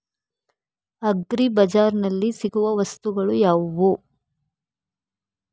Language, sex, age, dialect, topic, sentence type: Kannada, female, 36-40, Coastal/Dakshin, agriculture, question